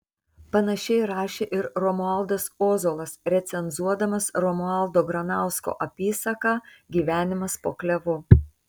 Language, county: Lithuanian, Tauragė